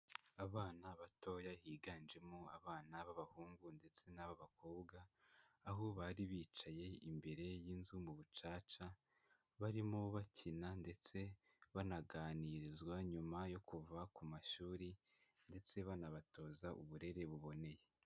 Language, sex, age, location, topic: Kinyarwanda, male, 18-24, Huye, education